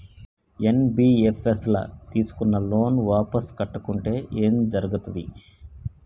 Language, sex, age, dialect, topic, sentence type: Telugu, male, 36-40, Telangana, banking, question